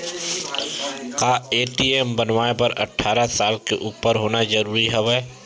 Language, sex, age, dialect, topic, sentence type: Chhattisgarhi, male, 18-24, Western/Budati/Khatahi, banking, question